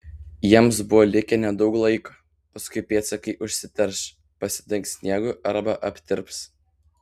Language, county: Lithuanian, Panevėžys